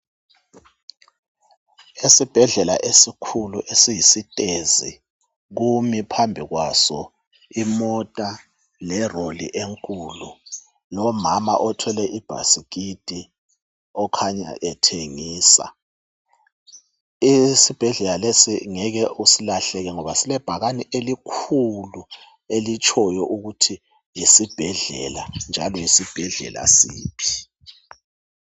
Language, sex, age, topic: North Ndebele, male, 36-49, health